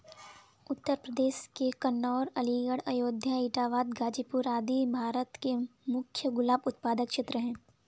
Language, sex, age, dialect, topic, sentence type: Hindi, female, 18-24, Kanauji Braj Bhasha, agriculture, statement